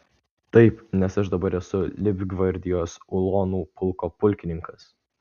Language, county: Lithuanian, Vilnius